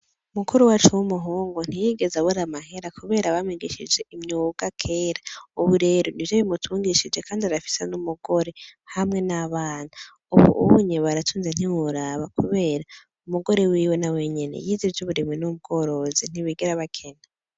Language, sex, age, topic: Rundi, female, 18-24, education